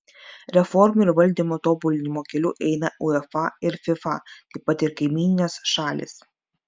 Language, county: Lithuanian, Klaipėda